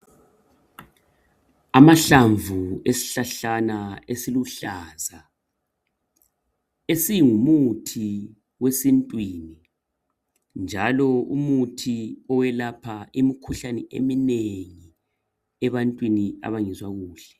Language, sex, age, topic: North Ndebele, male, 50+, health